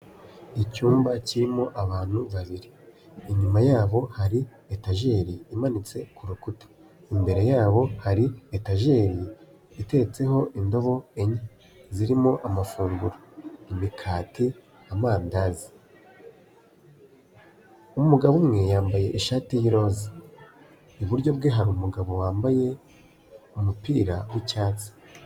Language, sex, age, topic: Kinyarwanda, male, 18-24, finance